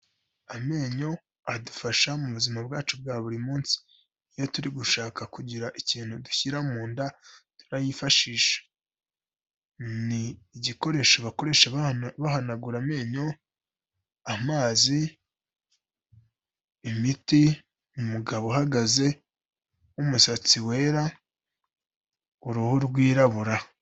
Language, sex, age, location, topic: Kinyarwanda, female, 25-35, Kigali, health